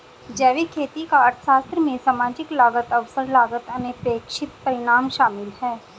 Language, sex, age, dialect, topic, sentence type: Hindi, female, 25-30, Hindustani Malvi Khadi Boli, agriculture, statement